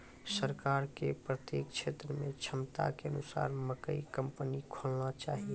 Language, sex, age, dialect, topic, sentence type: Maithili, female, 18-24, Angika, agriculture, question